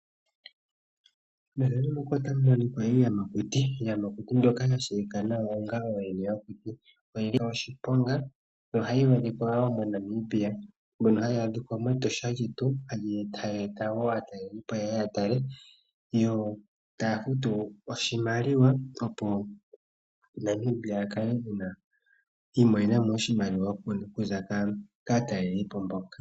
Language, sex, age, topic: Oshiwambo, male, 25-35, agriculture